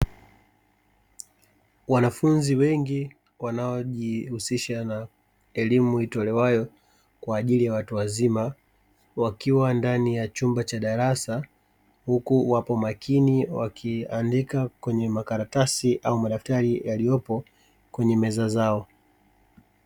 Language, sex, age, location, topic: Swahili, male, 36-49, Dar es Salaam, education